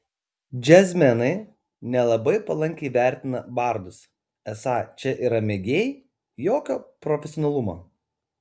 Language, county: Lithuanian, Kaunas